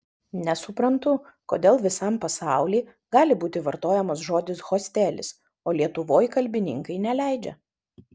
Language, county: Lithuanian, Vilnius